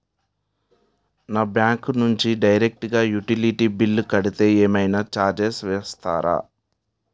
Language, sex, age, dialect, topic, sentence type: Telugu, male, 18-24, Utterandhra, banking, question